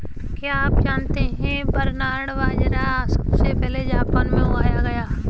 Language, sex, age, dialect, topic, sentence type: Hindi, female, 18-24, Kanauji Braj Bhasha, agriculture, statement